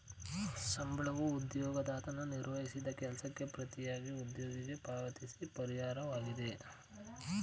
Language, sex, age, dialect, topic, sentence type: Kannada, male, 25-30, Mysore Kannada, banking, statement